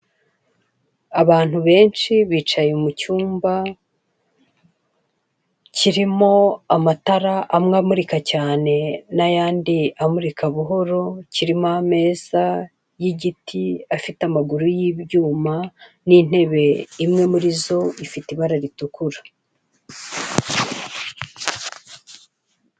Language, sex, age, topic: Kinyarwanda, female, 36-49, finance